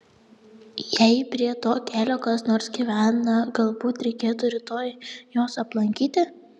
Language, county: Lithuanian, Panevėžys